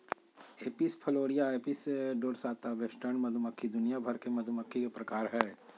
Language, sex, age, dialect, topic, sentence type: Magahi, male, 60-100, Southern, agriculture, statement